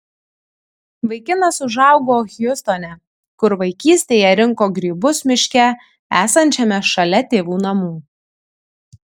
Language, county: Lithuanian, Kaunas